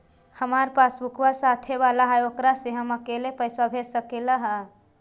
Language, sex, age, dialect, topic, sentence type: Magahi, male, 56-60, Central/Standard, banking, question